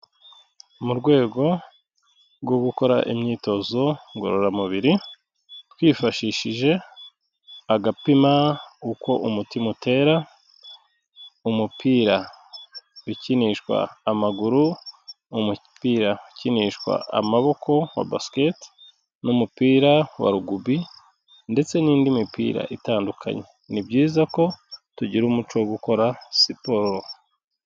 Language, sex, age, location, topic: Kinyarwanda, male, 36-49, Kigali, health